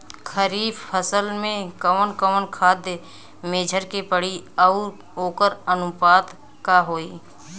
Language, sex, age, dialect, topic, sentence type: Bhojpuri, female, 25-30, Western, agriculture, question